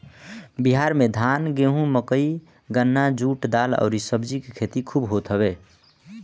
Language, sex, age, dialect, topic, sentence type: Bhojpuri, male, 25-30, Northern, agriculture, statement